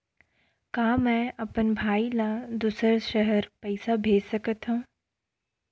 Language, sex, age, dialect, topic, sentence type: Chhattisgarhi, female, 25-30, Western/Budati/Khatahi, banking, question